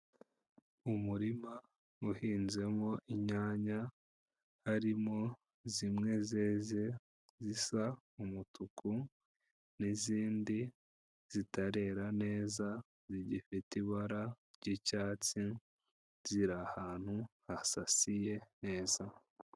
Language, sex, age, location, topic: Kinyarwanda, female, 25-35, Kigali, agriculture